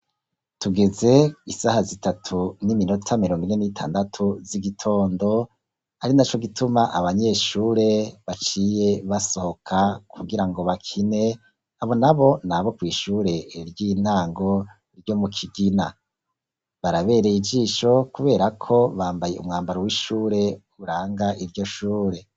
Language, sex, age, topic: Rundi, male, 36-49, education